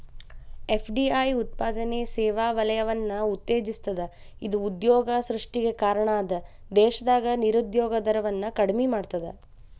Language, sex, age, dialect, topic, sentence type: Kannada, female, 25-30, Dharwad Kannada, banking, statement